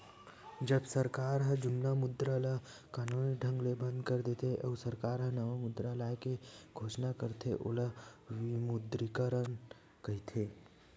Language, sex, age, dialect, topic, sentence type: Chhattisgarhi, male, 18-24, Western/Budati/Khatahi, banking, statement